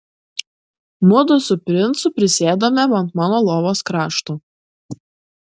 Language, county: Lithuanian, Klaipėda